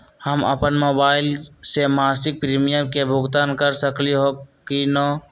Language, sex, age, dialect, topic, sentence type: Magahi, male, 25-30, Western, banking, question